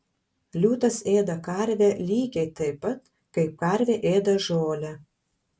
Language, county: Lithuanian, Kaunas